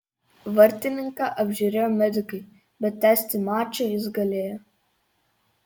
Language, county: Lithuanian, Kaunas